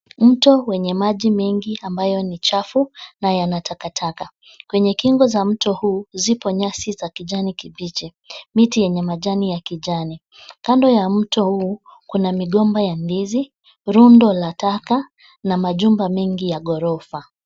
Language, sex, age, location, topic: Swahili, female, 25-35, Nairobi, government